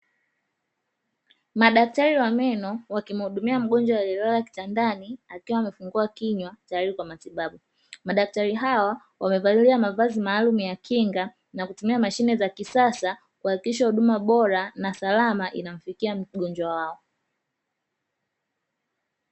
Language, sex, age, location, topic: Swahili, female, 18-24, Dar es Salaam, health